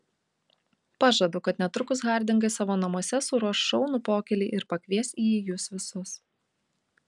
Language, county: Lithuanian, Kaunas